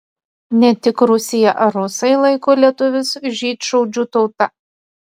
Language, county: Lithuanian, Utena